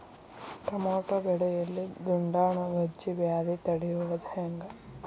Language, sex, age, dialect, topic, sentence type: Kannada, female, 31-35, Dharwad Kannada, agriculture, question